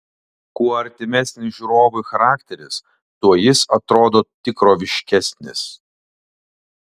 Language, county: Lithuanian, Alytus